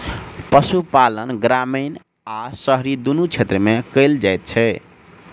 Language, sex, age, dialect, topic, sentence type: Maithili, male, 25-30, Southern/Standard, agriculture, statement